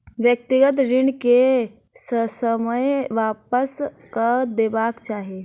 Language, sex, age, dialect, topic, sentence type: Maithili, female, 51-55, Southern/Standard, banking, statement